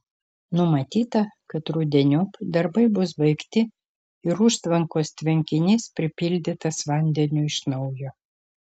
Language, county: Lithuanian, Kaunas